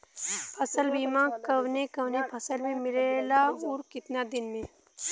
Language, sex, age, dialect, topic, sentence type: Bhojpuri, female, 18-24, Western, agriculture, question